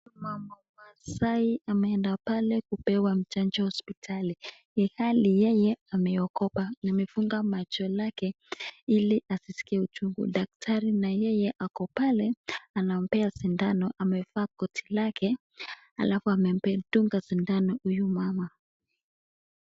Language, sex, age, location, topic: Swahili, female, 18-24, Nakuru, health